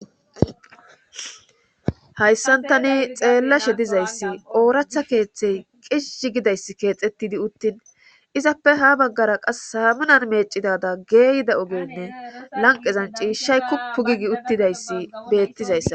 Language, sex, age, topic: Gamo, male, 18-24, government